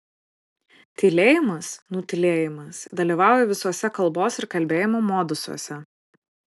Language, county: Lithuanian, Vilnius